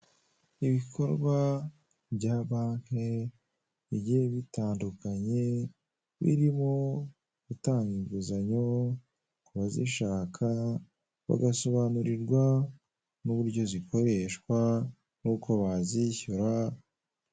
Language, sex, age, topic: Kinyarwanda, male, 18-24, finance